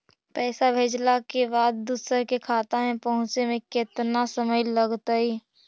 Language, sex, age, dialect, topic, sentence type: Magahi, female, 18-24, Central/Standard, banking, question